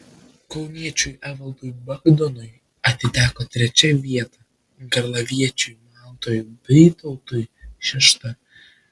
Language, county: Lithuanian, Klaipėda